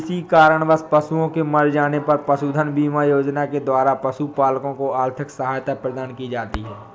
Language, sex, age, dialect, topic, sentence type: Hindi, male, 18-24, Awadhi Bundeli, agriculture, statement